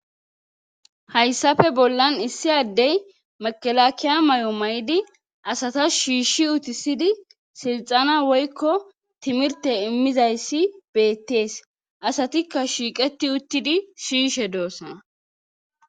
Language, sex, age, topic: Gamo, female, 18-24, government